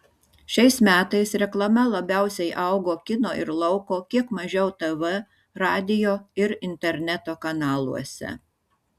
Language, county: Lithuanian, Šiauliai